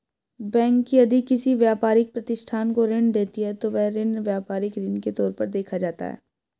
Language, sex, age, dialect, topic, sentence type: Hindi, female, 18-24, Marwari Dhudhari, banking, statement